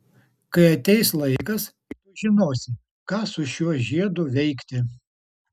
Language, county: Lithuanian, Utena